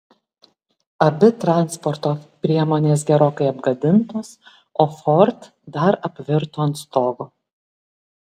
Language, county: Lithuanian, Alytus